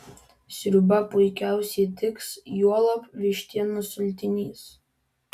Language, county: Lithuanian, Vilnius